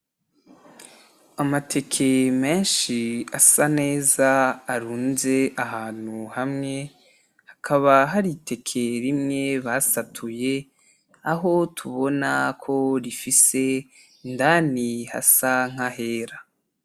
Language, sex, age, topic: Rundi, male, 18-24, agriculture